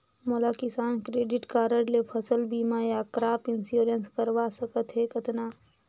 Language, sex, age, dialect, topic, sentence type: Chhattisgarhi, female, 18-24, Northern/Bhandar, agriculture, question